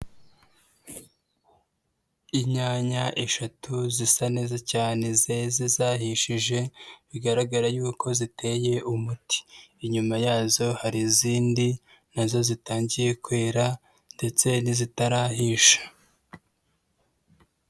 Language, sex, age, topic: Kinyarwanda, male, 25-35, agriculture